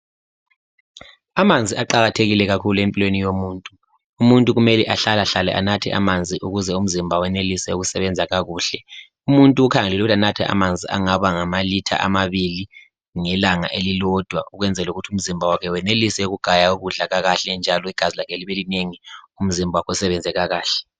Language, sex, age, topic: North Ndebele, male, 36-49, health